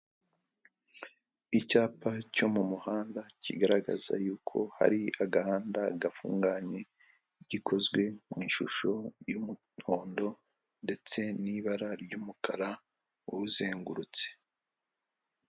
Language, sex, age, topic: Kinyarwanda, male, 25-35, government